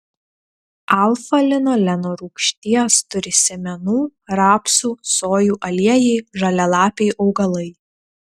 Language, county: Lithuanian, Telšiai